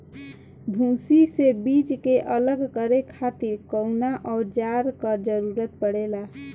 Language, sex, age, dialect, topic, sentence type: Bhojpuri, female, 25-30, Southern / Standard, agriculture, question